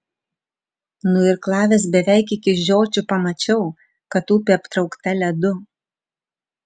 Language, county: Lithuanian, Vilnius